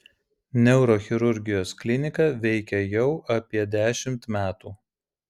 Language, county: Lithuanian, Vilnius